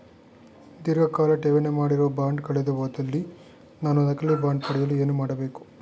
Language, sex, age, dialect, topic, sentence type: Kannada, male, 51-55, Mysore Kannada, banking, question